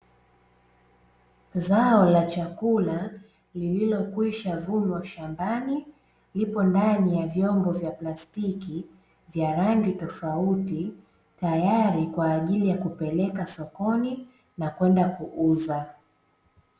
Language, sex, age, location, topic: Swahili, female, 25-35, Dar es Salaam, agriculture